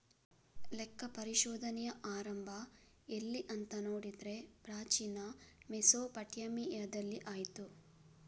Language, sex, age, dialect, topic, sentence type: Kannada, female, 25-30, Coastal/Dakshin, banking, statement